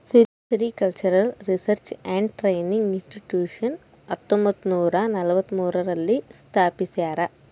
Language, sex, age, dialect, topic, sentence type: Kannada, male, 41-45, Central, agriculture, statement